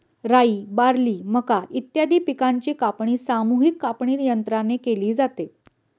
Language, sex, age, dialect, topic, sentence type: Marathi, female, 36-40, Standard Marathi, agriculture, statement